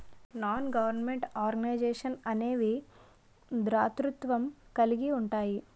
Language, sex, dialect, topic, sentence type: Telugu, female, Utterandhra, banking, statement